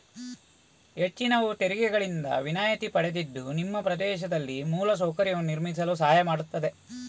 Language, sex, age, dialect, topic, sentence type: Kannada, male, 41-45, Coastal/Dakshin, banking, statement